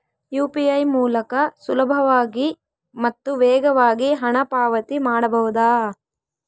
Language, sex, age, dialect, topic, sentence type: Kannada, female, 18-24, Central, banking, question